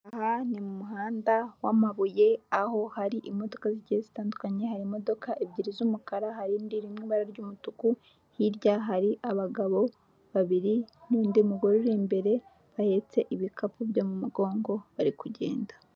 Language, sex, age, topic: Kinyarwanda, female, 18-24, government